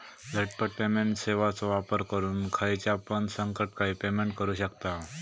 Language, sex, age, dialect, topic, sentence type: Marathi, male, 18-24, Southern Konkan, banking, statement